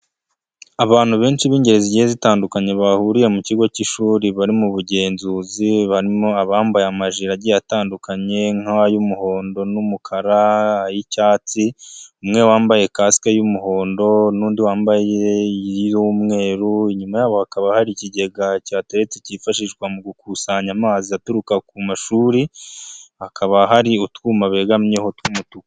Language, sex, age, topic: Kinyarwanda, male, 25-35, education